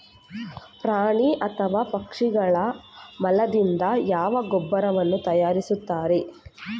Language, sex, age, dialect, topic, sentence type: Kannada, female, 25-30, Mysore Kannada, agriculture, question